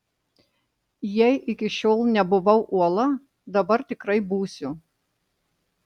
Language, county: Lithuanian, Marijampolė